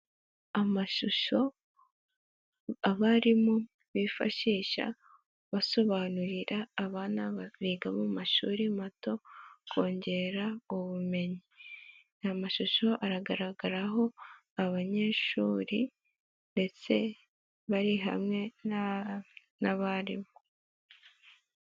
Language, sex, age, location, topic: Kinyarwanda, female, 18-24, Nyagatare, education